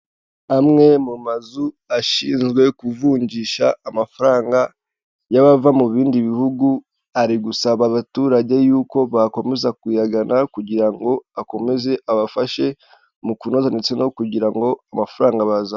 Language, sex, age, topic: Kinyarwanda, male, 18-24, finance